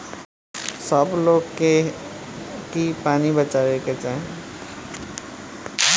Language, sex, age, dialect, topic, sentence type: Bhojpuri, male, 18-24, Southern / Standard, agriculture, statement